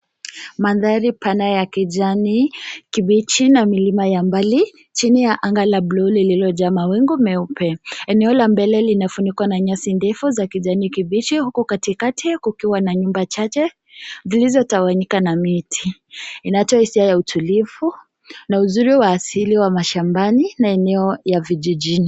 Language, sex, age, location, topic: Swahili, female, 18-24, Nairobi, government